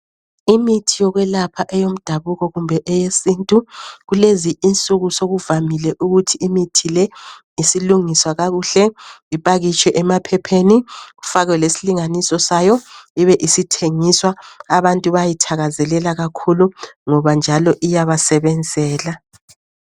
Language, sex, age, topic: North Ndebele, female, 50+, health